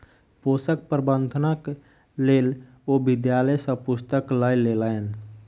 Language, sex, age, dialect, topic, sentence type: Maithili, male, 46-50, Southern/Standard, agriculture, statement